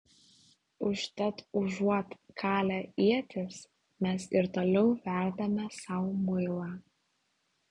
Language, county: Lithuanian, Klaipėda